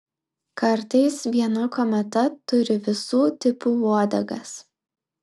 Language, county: Lithuanian, Klaipėda